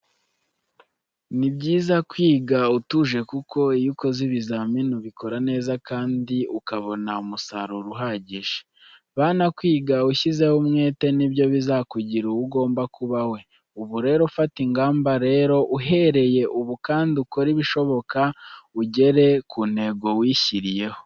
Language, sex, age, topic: Kinyarwanda, male, 18-24, education